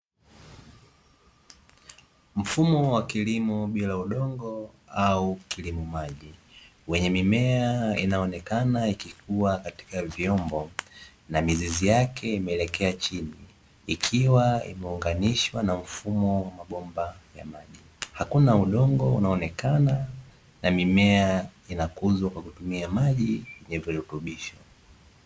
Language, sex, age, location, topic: Swahili, male, 18-24, Dar es Salaam, agriculture